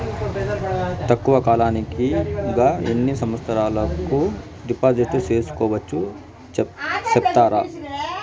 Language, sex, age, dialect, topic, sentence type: Telugu, male, 46-50, Southern, banking, question